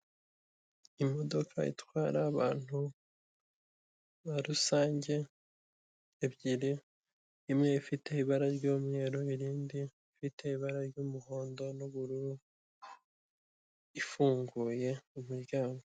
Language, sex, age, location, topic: Kinyarwanda, male, 18-24, Kigali, government